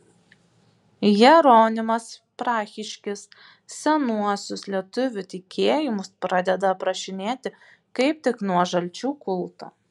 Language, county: Lithuanian, Vilnius